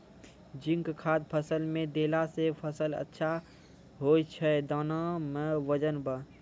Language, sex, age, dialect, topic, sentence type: Maithili, male, 18-24, Angika, agriculture, question